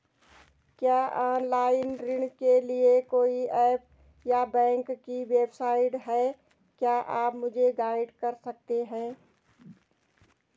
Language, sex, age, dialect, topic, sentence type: Hindi, female, 46-50, Garhwali, banking, question